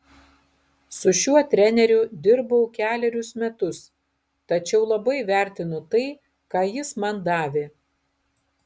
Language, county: Lithuanian, Alytus